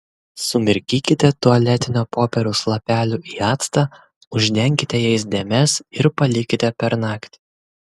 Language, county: Lithuanian, Kaunas